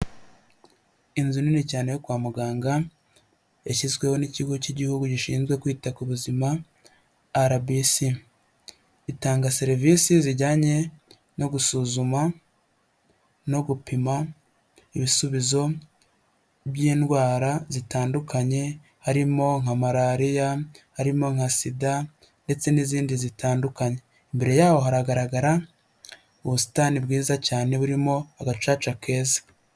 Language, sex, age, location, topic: Kinyarwanda, male, 25-35, Huye, health